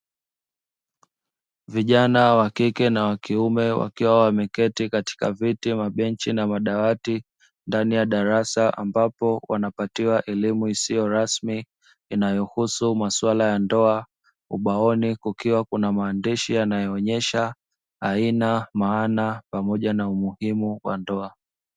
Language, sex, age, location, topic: Swahili, male, 25-35, Dar es Salaam, education